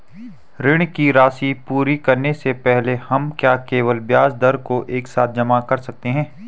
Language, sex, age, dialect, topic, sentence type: Hindi, male, 18-24, Garhwali, banking, question